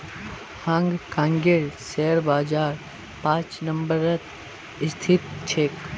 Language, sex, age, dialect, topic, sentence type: Magahi, male, 46-50, Northeastern/Surjapuri, banking, statement